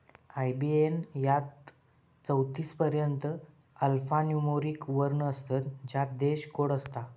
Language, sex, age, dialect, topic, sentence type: Marathi, male, 18-24, Southern Konkan, banking, statement